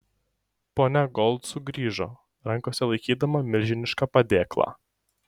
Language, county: Lithuanian, Šiauliai